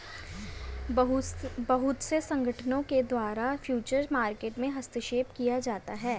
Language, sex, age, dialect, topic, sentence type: Hindi, female, 18-24, Hindustani Malvi Khadi Boli, banking, statement